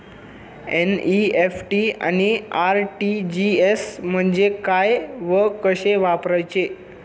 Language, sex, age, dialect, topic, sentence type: Marathi, male, 18-24, Standard Marathi, banking, question